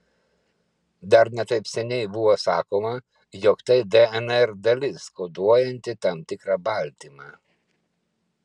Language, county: Lithuanian, Kaunas